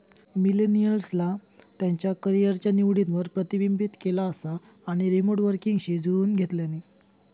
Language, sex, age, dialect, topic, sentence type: Marathi, male, 18-24, Southern Konkan, banking, statement